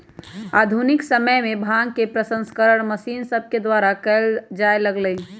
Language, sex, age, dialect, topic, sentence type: Magahi, female, 18-24, Western, agriculture, statement